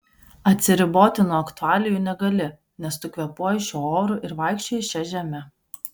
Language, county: Lithuanian, Kaunas